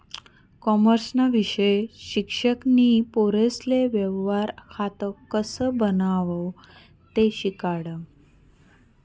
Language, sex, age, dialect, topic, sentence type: Marathi, female, 31-35, Northern Konkan, banking, statement